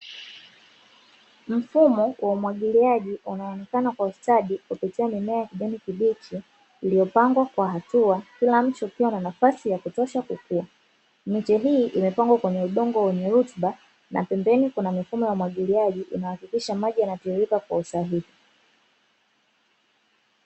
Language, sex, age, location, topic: Swahili, female, 25-35, Dar es Salaam, agriculture